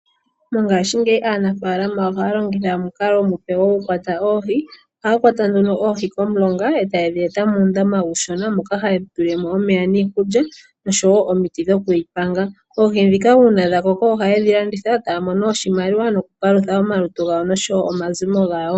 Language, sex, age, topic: Oshiwambo, female, 18-24, agriculture